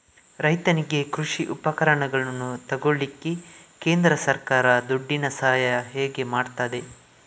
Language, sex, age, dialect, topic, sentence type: Kannada, male, 18-24, Coastal/Dakshin, agriculture, question